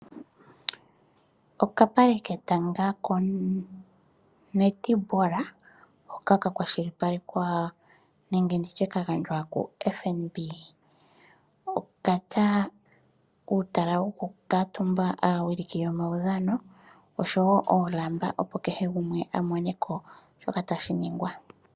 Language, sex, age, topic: Oshiwambo, female, 25-35, finance